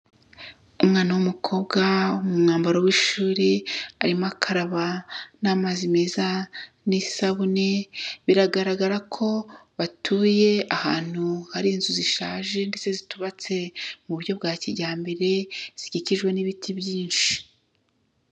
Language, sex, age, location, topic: Kinyarwanda, female, 36-49, Kigali, health